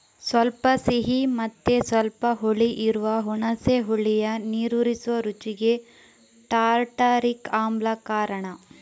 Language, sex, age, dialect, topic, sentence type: Kannada, female, 25-30, Coastal/Dakshin, agriculture, statement